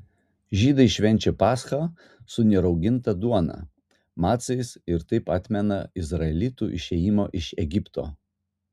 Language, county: Lithuanian, Utena